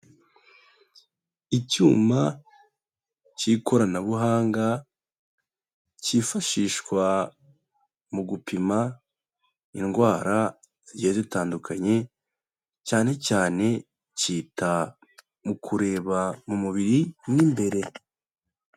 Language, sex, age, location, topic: Kinyarwanda, male, 25-35, Huye, health